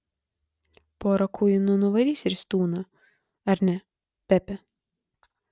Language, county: Lithuanian, Klaipėda